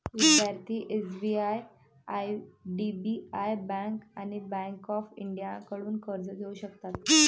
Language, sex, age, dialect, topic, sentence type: Marathi, male, 25-30, Varhadi, banking, statement